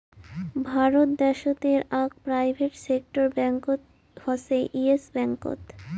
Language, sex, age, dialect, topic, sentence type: Bengali, female, 18-24, Rajbangshi, banking, statement